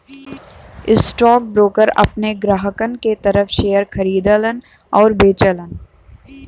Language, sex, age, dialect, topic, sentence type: Bhojpuri, female, 18-24, Western, banking, statement